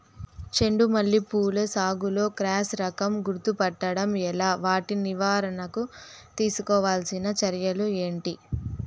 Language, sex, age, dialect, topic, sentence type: Telugu, male, 31-35, Southern, agriculture, question